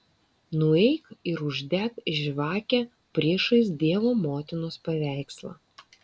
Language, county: Lithuanian, Vilnius